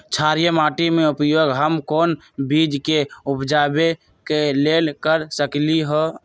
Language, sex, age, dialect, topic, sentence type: Magahi, male, 18-24, Western, agriculture, question